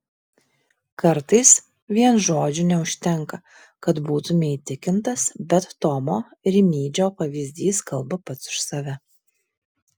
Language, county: Lithuanian, Vilnius